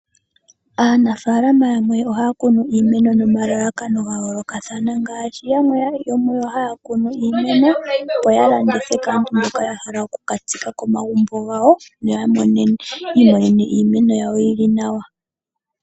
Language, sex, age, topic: Oshiwambo, female, 18-24, agriculture